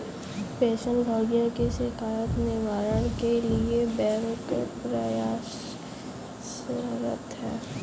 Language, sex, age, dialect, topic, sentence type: Hindi, female, 18-24, Kanauji Braj Bhasha, banking, statement